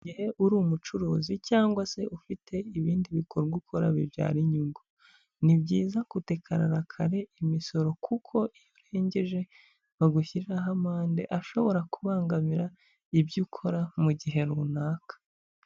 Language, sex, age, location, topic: Kinyarwanda, female, 25-35, Huye, government